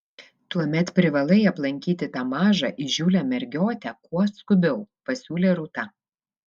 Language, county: Lithuanian, Vilnius